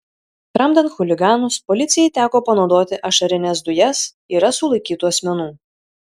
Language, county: Lithuanian, Šiauliai